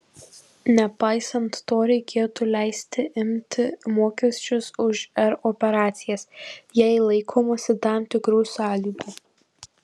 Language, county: Lithuanian, Kaunas